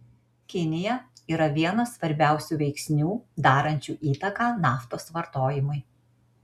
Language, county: Lithuanian, Marijampolė